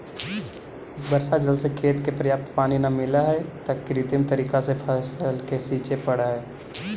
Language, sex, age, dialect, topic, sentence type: Magahi, female, 18-24, Central/Standard, agriculture, statement